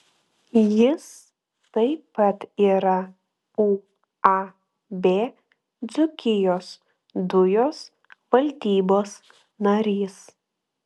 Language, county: Lithuanian, Klaipėda